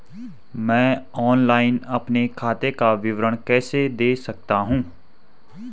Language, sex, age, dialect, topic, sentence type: Hindi, male, 18-24, Garhwali, banking, question